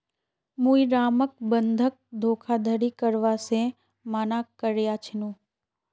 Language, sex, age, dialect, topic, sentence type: Magahi, female, 18-24, Northeastern/Surjapuri, banking, statement